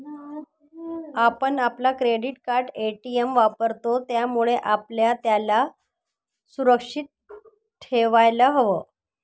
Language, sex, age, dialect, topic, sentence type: Marathi, female, 51-55, Northern Konkan, banking, statement